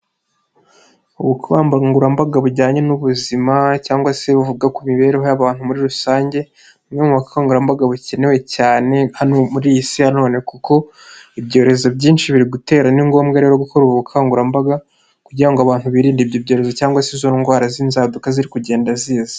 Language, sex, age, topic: Kinyarwanda, male, 25-35, health